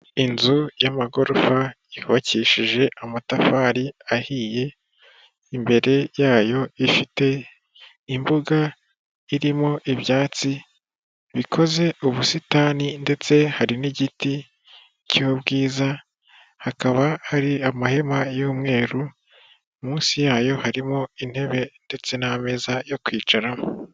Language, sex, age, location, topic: Kinyarwanda, female, 25-35, Kigali, finance